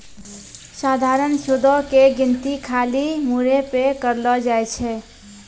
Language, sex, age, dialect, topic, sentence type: Maithili, female, 25-30, Angika, banking, statement